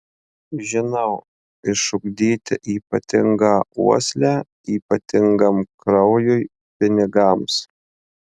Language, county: Lithuanian, Marijampolė